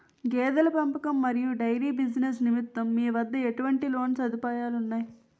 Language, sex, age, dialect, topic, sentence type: Telugu, female, 18-24, Utterandhra, banking, question